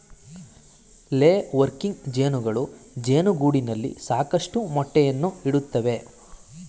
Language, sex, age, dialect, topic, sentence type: Kannada, male, 18-24, Mysore Kannada, agriculture, statement